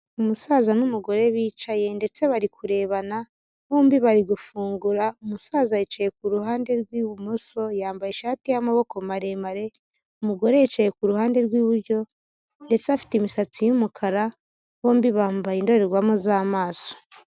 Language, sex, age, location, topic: Kinyarwanda, female, 18-24, Huye, health